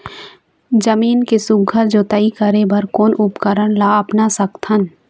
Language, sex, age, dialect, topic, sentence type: Chhattisgarhi, female, 51-55, Eastern, agriculture, question